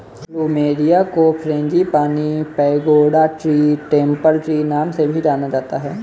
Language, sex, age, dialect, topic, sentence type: Hindi, male, 18-24, Kanauji Braj Bhasha, agriculture, statement